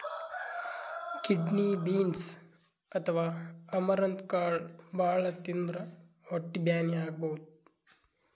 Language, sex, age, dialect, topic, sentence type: Kannada, male, 18-24, Northeastern, agriculture, statement